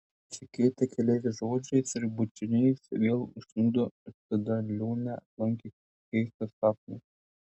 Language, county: Lithuanian, Tauragė